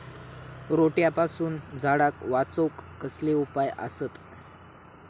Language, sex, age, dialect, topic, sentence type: Marathi, male, 18-24, Southern Konkan, agriculture, question